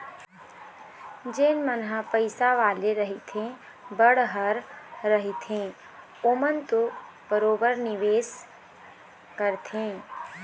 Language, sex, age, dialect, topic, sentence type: Chhattisgarhi, female, 51-55, Eastern, banking, statement